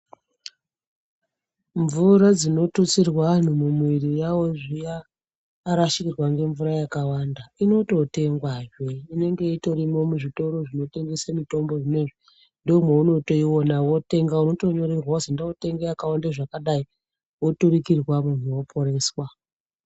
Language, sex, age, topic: Ndau, female, 36-49, health